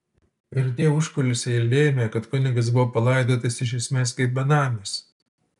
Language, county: Lithuanian, Utena